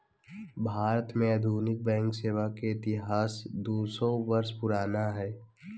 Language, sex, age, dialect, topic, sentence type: Magahi, male, 18-24, Southern, banking, statement